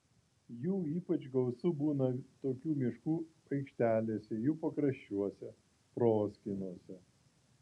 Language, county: Lithuanian, Vilnius